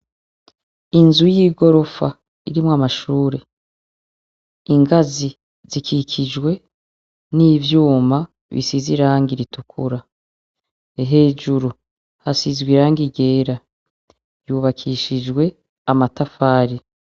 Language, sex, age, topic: Rundi, female, 36-49, education